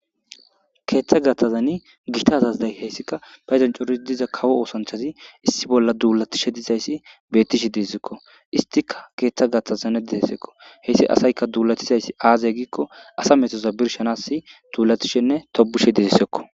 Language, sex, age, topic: Gamo, male, 25-35, government